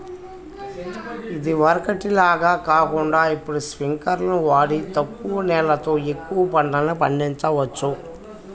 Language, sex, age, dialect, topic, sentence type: Telugu, female, 18-24, Central/Coastal, agriculture, statement